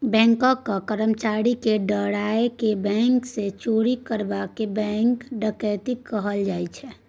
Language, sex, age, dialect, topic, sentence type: Maithili, female, 18-24, Bajjika, banking, statement